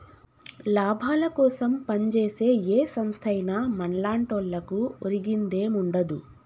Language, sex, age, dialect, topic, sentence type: Telugu, female, 25-30, Telangana, banking, statement